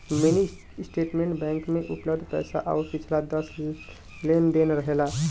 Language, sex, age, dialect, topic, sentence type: Bhojpuri, male, 18-24, Western, banking, statement